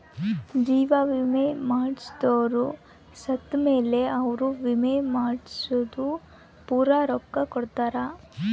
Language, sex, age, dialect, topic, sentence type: Kannada, female, 18-24, Central, banking, statement